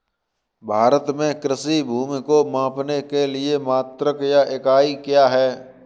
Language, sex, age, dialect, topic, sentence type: Hindi, male, 18-24, Kanauji Braj Bhasha, agriculture, question